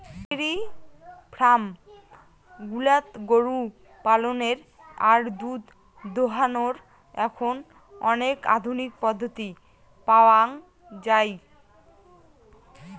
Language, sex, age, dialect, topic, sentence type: Bengali, female, 18-24, Rajbangshi, agriculture, statement